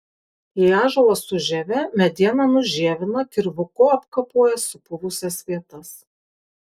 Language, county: Lithuanian, Kaunas